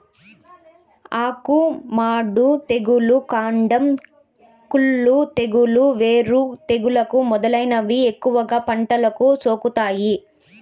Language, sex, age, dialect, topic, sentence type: Telugu, female, 46-50, Southern, agriculture, statement